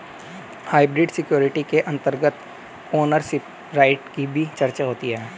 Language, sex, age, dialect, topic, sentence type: Hindi, male, 18-24, Hindustani Malvi Khadi Boli, banking, statement